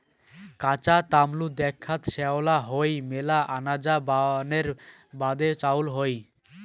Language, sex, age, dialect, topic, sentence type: Bengali, male, 18-24, Rajbangshi, agriculture, statement